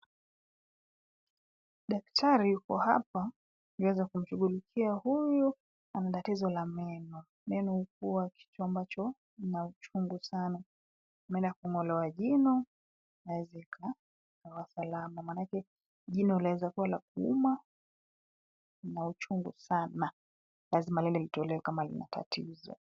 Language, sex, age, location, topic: Swahili, female, 25-35, Nairobi, health